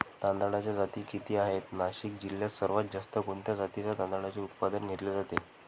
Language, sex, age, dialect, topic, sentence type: Marathi, male, 18-24, Northern Konkan, agriculture, question